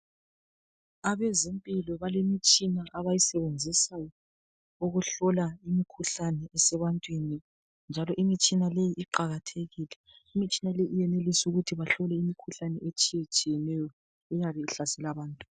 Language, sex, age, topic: North Ndebele, male, 36-49, health